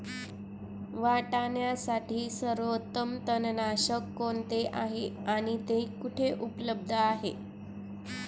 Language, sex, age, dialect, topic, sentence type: Marathi, female, 25-30, Standard Marathi, agriculture, question